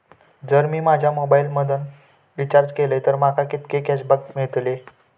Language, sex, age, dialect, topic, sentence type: Marathi, male, 18-24, Southern Konkan, banking, question